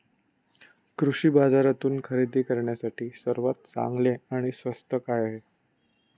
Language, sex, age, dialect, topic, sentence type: Marathi, male, 25-30, Standard Marathi, agriculture, question